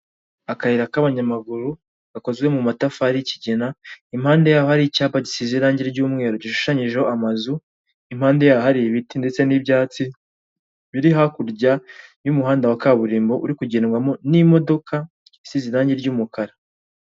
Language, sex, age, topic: Kinyarwanda, male, 18-24, government